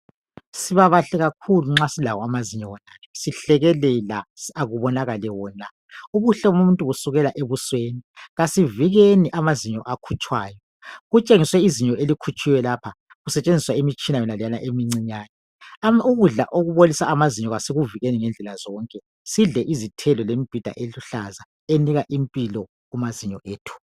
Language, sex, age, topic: North Ndebele, female, 50+, health